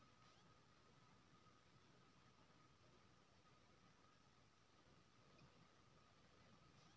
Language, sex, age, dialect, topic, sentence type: Maithili, male, 25-30, Bajjika, banking, statement